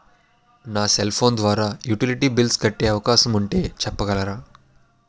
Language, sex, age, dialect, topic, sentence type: Telugu, male, 18-24, Utterandhra, banking, question